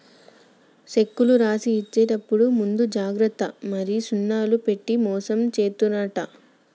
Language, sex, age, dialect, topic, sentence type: Telugu, female, 18-24, Telangana, banking, statement